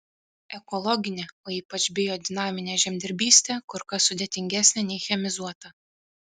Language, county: Lithuanian, Kaunas